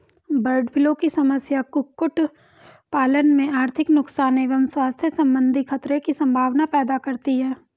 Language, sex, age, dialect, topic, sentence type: Hindi, female, 18-24, Hindustani Malvi Khadi Boli, agriculture, statement